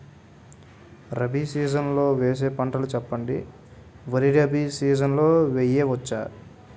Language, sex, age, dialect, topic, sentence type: Telugu, male, 18-24, Utterandhra, agriculture, question